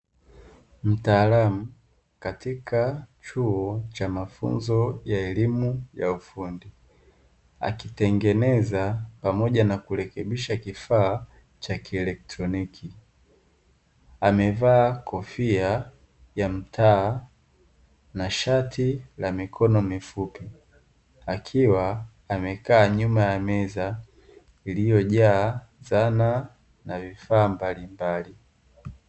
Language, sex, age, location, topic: Swahili, male, 18-24, Dar es Salaam, education